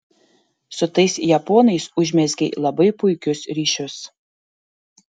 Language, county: Lithuanian, Panevėžys